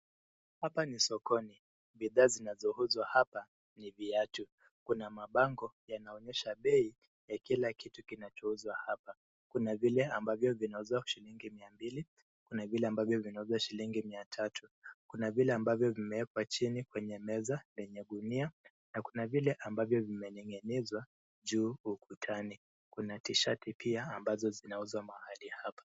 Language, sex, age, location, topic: Swahili, male, 25-35, Nairobi, finance